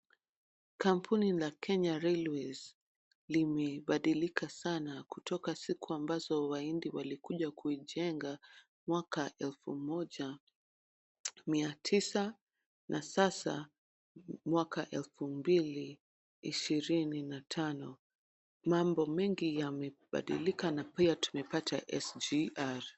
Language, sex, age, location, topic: Swahili, female, 25-35, Nairobi, government